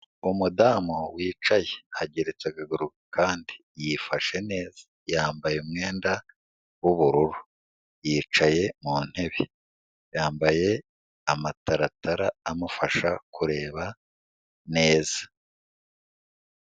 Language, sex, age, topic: Kinyarwanda, male, 36-49, government